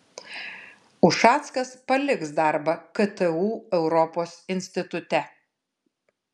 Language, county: Lithuanian, Kaunas